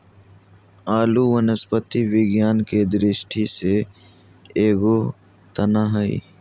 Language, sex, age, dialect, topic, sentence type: Magahi, male, 31-35, Southern, agriculture, statement